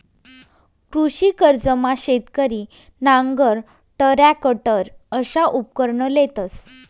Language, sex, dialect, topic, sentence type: Marathi, female, Northern Konkan, agriculture, statement